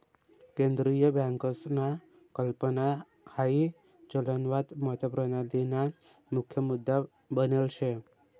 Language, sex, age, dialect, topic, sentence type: Marathi, male, 18-24, Northern Konkan, banking, statement